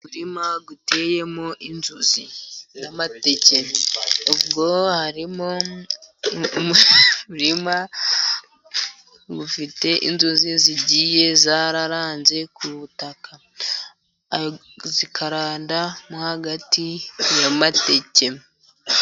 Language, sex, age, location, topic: Kinyarwanda, female, 50+, Musanze, agriculture